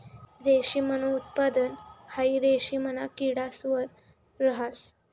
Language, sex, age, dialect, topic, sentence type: Marathi, female, 18-24, Northern Konkan, agriculture, statement